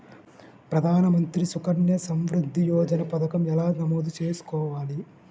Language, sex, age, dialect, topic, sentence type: Telugu, male, 18-24, Central/Coastal, banking, question